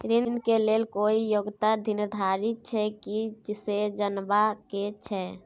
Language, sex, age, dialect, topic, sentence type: Maithili, female, 18-24, Bajjika, banking, question